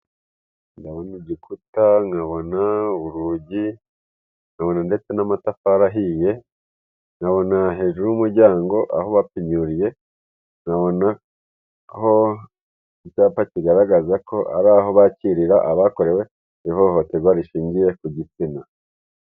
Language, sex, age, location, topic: Kinyarwanda, male, 25-35, Kigali, health